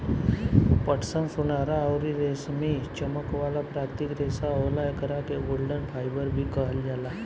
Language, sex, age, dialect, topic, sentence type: Bhojpuri, male, 18-24, Southern / Standard, agriculture, statement